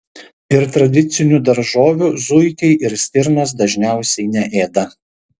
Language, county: Lithuanian, Šiauliai